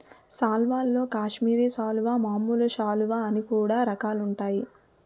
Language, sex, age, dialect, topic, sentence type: Telugu, female, 18-24, Utterandhra, agriculture, statement